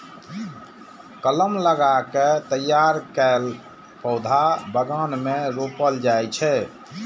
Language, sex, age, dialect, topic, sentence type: Maithili, male, 46-50, Eastern / Thethi, agriculture, statement